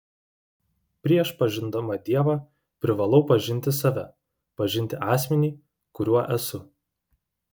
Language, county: Lithuanian, Vilnius